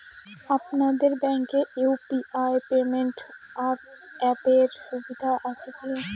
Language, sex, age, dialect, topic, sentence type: Bengali, female, 60-100, Northern/Varendri, banking, question